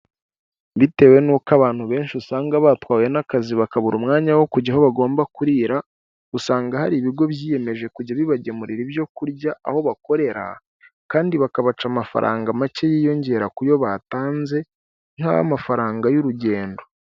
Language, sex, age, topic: Kinyarwanda, male, 18-24, finance